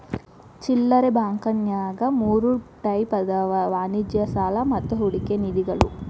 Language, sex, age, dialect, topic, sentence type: Kannada, female, 18-24, Dharwad Kannada, banking, statement